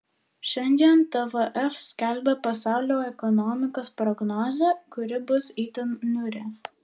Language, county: Lithuanian, Vilnius